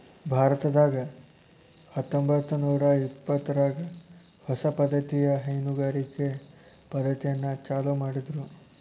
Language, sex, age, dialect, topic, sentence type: Kannada, male, 18-24, Dharwad Kannada, agriculture, statement